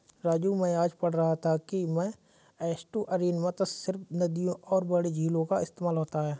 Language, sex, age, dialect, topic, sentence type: Hindi, male, 25-30, Kanauji Braj Bhasha, agriculture, statement